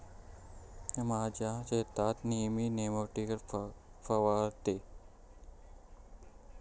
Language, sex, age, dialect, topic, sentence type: Marathi, male, 18-24, Southern Konkan, agriculture, statement